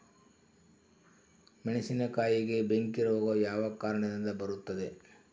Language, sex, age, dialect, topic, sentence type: Kannada, male, 51-55, Central, agriculture, question